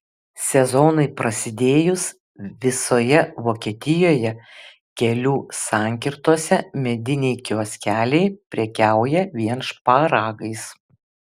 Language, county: Lithuanian, Vilnius